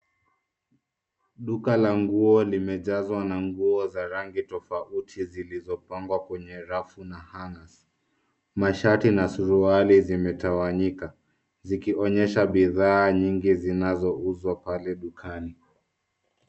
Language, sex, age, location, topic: Swahili, male, 25-35, Nairobi, finance